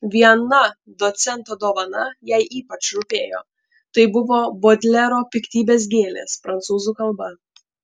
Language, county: Lithuanian, Panevėžys